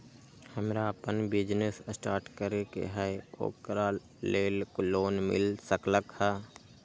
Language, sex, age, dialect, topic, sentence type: Magahi, male, 18-24, Western, banking, question